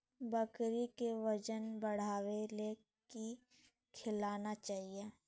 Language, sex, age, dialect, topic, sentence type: Magahi, female, 25-30, Southern, agriculture, question